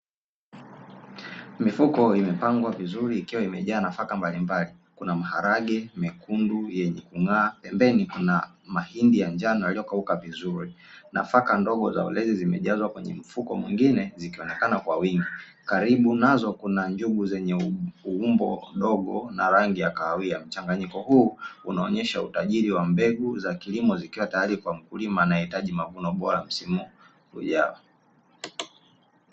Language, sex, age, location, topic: Swahili, male, 18-24, Dar es Salaam, agriculture